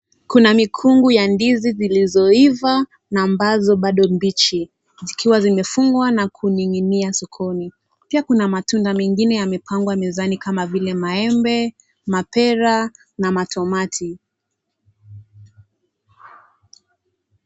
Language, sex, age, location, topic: Swahili, female, 18-24, Nakuru, agriculture